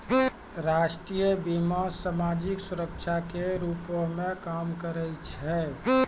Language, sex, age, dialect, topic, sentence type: Maithili, male, 36-40, Angika, banking, statement